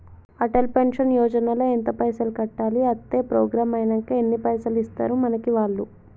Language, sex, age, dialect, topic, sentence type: Telugu, female, 18-24, Telangana, banking, question